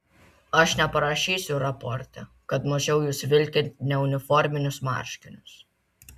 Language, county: Lithuanian, Vilnius